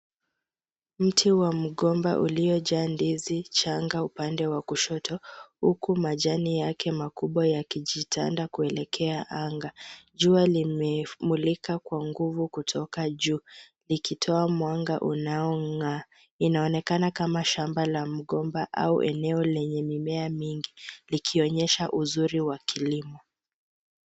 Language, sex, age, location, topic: Swahili, female, 25-35, Nairobi, health